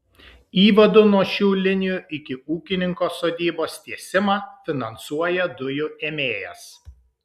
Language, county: Lithuanian, Kaunas